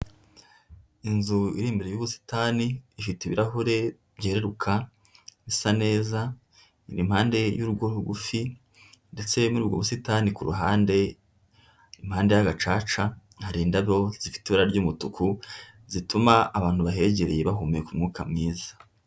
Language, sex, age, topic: Kinyarwanda, female, 18-24, education